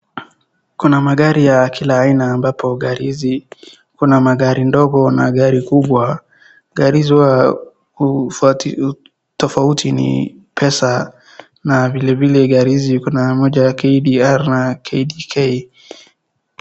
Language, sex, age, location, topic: Swahili, female, 18-24, Wajir, finance